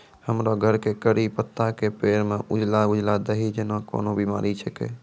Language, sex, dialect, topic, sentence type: Maithili, male, Angika, agriculture, question